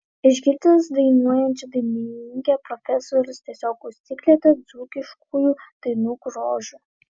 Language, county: Lithuanian, Vilnius